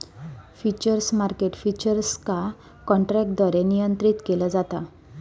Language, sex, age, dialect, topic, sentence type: Marathi, female, 31-35, Southern Konkan, banking, statement